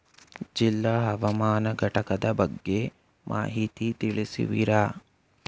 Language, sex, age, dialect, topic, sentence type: Kannada, male, 18-24, Mysore Kannada, agriculture, question